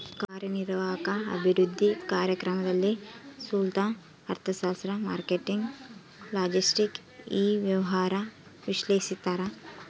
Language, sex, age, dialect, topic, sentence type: Kannada, female, 18-24, Central, banking, statement